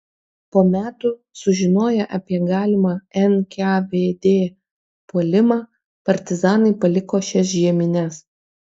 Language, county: Lithuanian, Kaunas